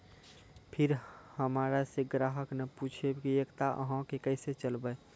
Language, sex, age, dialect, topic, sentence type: Maithili, male, 51-55, Angika, banking, question